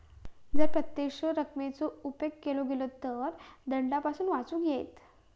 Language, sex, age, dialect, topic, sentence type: Marathi, female, 18-24, Southern Konkan, banking, statement